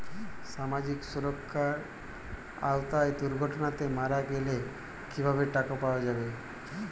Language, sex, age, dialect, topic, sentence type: Bengali, male, 18-24, Jharkhandi, banking, question